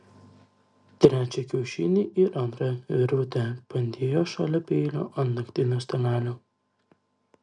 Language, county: Lithuanian, Kaunas